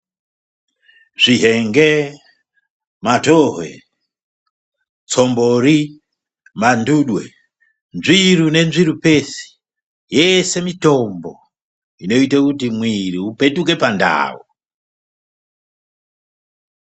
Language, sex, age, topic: Ndau, male, 50+, health